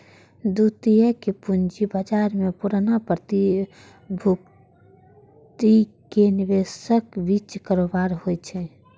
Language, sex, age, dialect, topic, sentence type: Maithili, female, 41-45, Eastern / Thethi, banking, statement